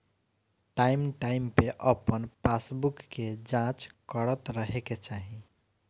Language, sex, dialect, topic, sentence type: Bhojpuri, male, Northern, banking, statement